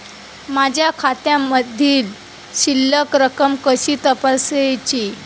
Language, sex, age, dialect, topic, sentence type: Marathi, female, 25-30, Standard Marathi, banking, question